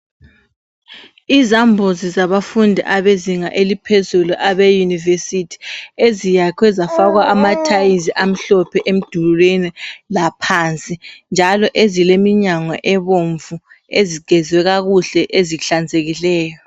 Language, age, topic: North Ndebele, 36-49, education